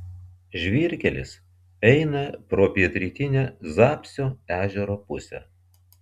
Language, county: Lithuanian, Vilnius